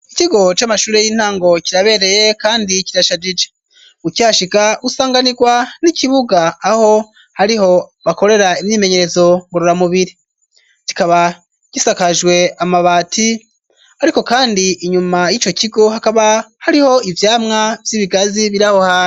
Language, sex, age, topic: Rundi, male, 25-35, education